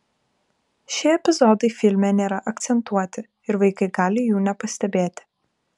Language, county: Lithuanian, Kaunas